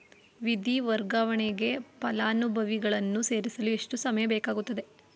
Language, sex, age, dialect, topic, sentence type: Kannada, female, 18-24, Mysore Kannada, banking, question